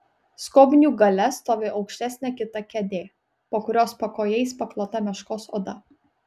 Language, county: Lithuanian, Kaunas